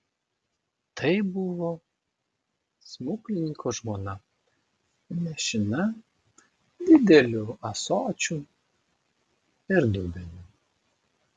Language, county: Lithuanian, Vilnius